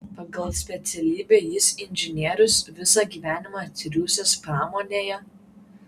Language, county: Lithuanian, Vilnius